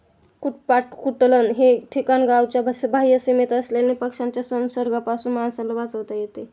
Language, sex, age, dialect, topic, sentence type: Marathi, male, 18-24, Standard Marathi, agriculture, statement